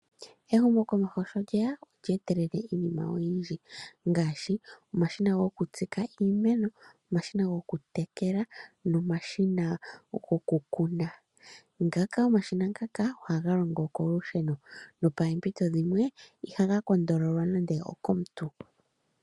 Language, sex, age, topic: Oshiwambo, female, 25-35, agriculture